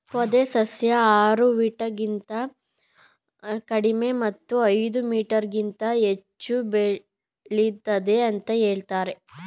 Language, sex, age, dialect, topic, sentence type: Kannada, female, 18-24, Mysore Kannada, agriculture, statement